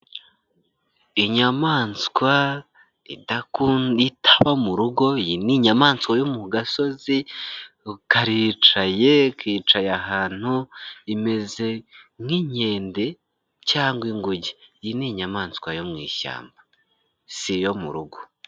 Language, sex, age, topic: Kinyarwanda, male, 25-35, agriculture